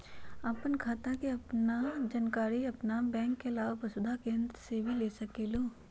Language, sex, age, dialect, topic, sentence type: Magahi, female, 31-35, Western, banking, question